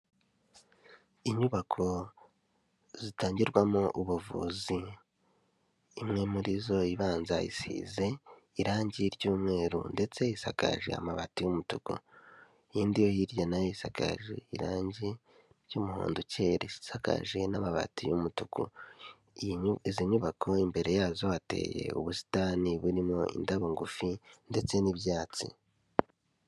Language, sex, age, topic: Kinyarwanda, male, 18-24, health